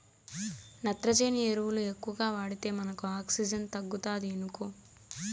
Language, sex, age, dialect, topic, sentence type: Telugu, female, 18-24, Southern, agriculture, statement